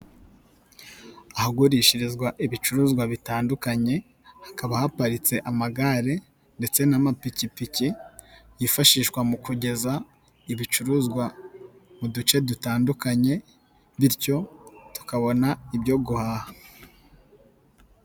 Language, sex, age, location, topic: Kinyarwanda, male, 18-24, Nyagatare, finance